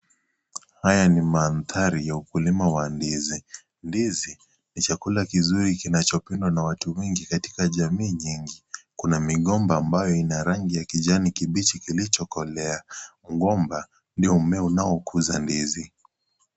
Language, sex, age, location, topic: Swahili, male, 18-24, Kisii, agriculture